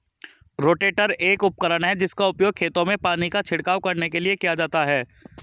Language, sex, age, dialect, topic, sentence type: Hindi, male, 31-35, Hindustani Malvi Khadi Boli, agriculture, statement